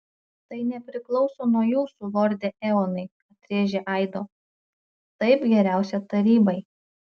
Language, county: Lithuanian, Panevėžys